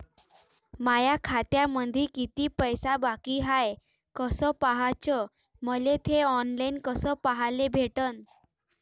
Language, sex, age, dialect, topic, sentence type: Marathi, female, 18-24, Varhadi, banking, question